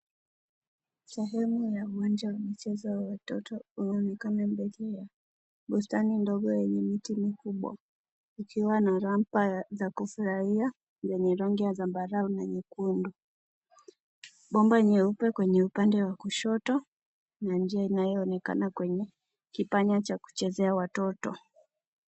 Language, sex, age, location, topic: Swahili, female, 18-24, Kisii, education